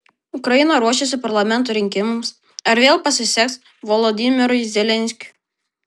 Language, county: Lithuanian, Vilnius